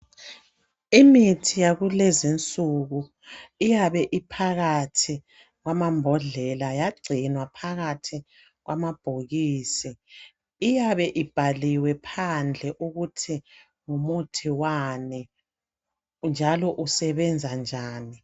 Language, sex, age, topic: North Ndebele, male, 50+, health